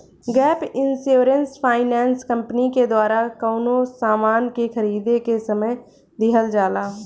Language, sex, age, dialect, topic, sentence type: Bhojpuri, female, 25-30, Southern / Standard, banking, statement